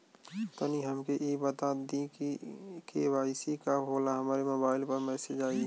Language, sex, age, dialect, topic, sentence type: Bhojpuri, male, 18-24, Western, banking, question